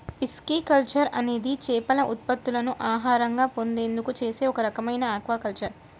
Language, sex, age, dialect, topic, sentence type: Telugu, female, 18-24, Central/Coastal, agriculture, statement